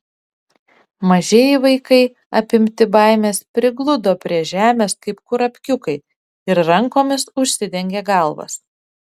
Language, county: Lithuanian, Šiauliai